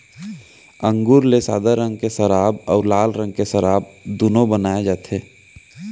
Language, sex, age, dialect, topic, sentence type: Chhattisgarhi, male, 18-24, Central, agriculture, statement